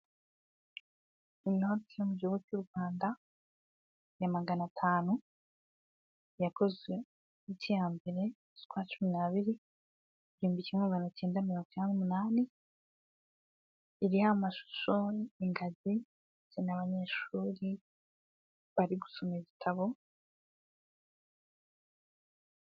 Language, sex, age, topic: Kinyarwanda, male, 18-24, finance